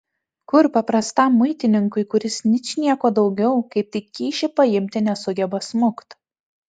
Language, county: Lithuanian, Tauragė